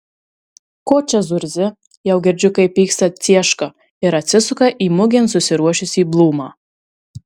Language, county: Lithuanian, Marijampolė